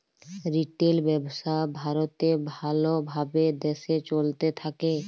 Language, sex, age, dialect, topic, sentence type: Bengali, female, 41-45, Jharkhandi, agriculture, statement